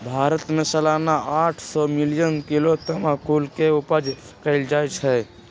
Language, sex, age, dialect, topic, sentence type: Magahi, male, 18-24, Western, agriculture, statement